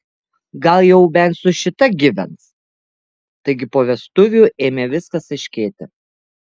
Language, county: Lithuanian, Alytus